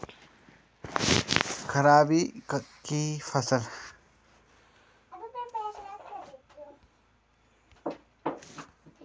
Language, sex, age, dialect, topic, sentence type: Hindi, male, 31-35, Garhwali, agriculture, question